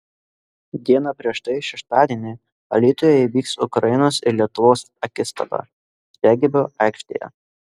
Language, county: Lithuanian, Kaunas